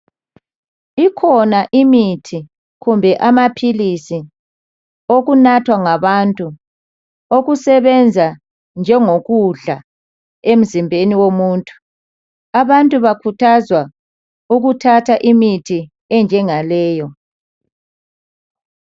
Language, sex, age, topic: North Ndebele, male, 36-49, health